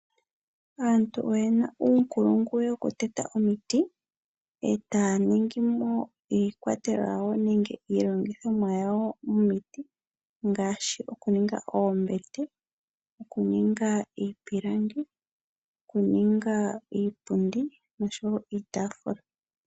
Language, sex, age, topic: Oshiwambo, female, 36-49, finance